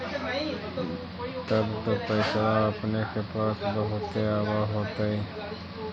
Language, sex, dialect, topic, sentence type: Magahi, male, Central/Standard, agriculture, question